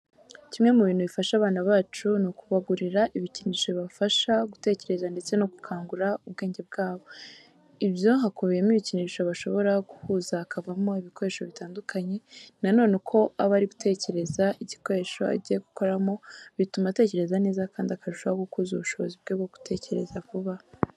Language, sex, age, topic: Kinyarwanda, female, 18-24, education